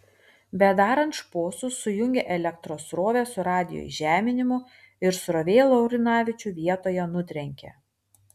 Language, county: Lithuanian, Vilnius